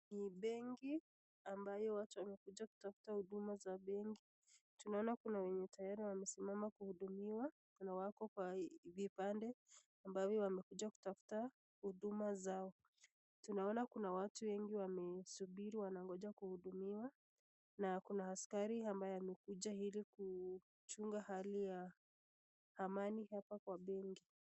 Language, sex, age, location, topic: Swahili, female, 25-35, Nakuru, government